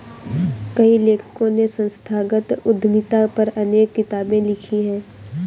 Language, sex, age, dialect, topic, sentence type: Hindi, female, 18-24, Awadhi Bundeli, banking, statement